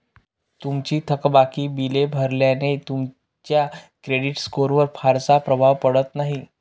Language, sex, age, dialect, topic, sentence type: Marathi, male, 18-24, Northern Konkan, banking, statement